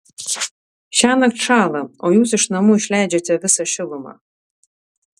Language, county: Lithuanian, Alytus